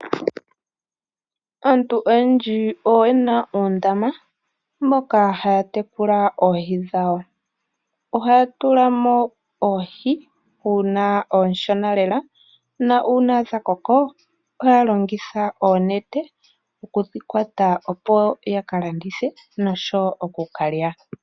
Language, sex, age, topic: Oshiwambo, male, 18-24, agriculture